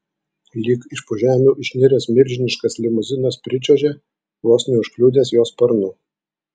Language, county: Lithuanian, Vilnius